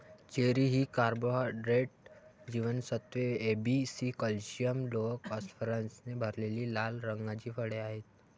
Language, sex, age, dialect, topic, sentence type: Marathi, male, 18-24, Varhadi, agriculture, statement